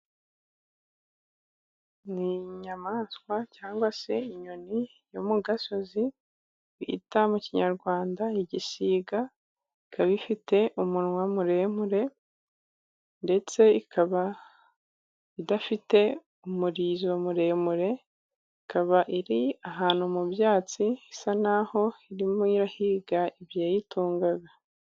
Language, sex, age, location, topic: Kinyarwanda, female, 18-24, Musanze, agriculture